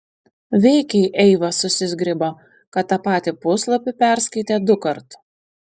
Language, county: Lithuanian, Panevėžys